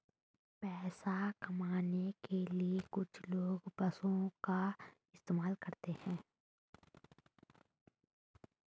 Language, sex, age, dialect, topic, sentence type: Hindi, female, 18-24, Hindustani Malvi Khadi Boli, agriculture, statement